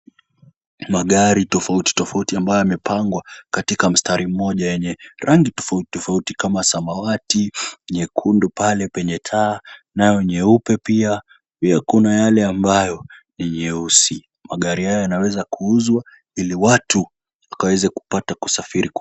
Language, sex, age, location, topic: Swahili, male, 18-24, Kisumu, finance